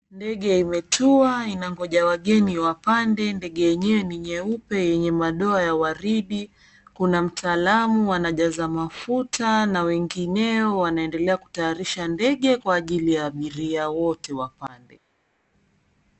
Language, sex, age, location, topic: Swahili, female, 25-35, Mombasa, government